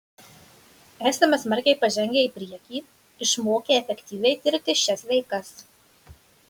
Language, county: Lithuanian, Marijampolė